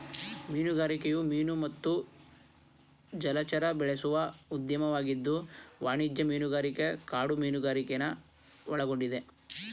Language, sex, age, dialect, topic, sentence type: Kannada, male, 18-24, Mysore Kannada, agriculture, statement